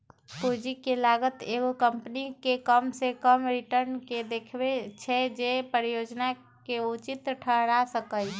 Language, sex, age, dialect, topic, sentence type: Magahi, female, 18-24, Western, banking, statement